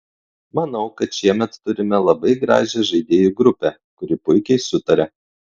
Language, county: Lithuanian, Klaipėda